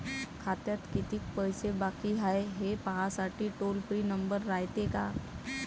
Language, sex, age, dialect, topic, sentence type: Marathi, female, 25-30, Varhadi, banking, question